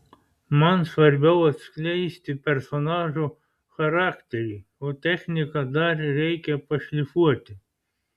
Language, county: Lithuanian, Klaipėda